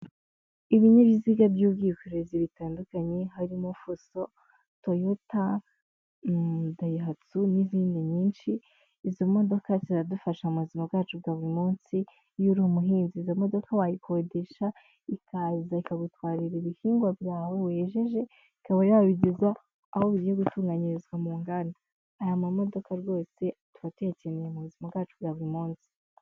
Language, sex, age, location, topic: Kinyarwanda, female, 18-24, Huye, government